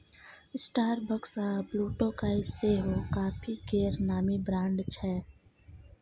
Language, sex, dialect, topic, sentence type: Maithili, female, Bajjika, agriculture, statement